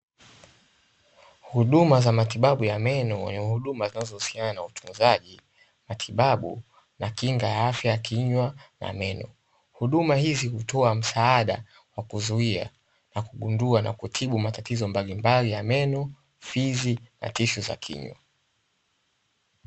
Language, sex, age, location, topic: Swahili, male, 18-24, Dar es Salaam, health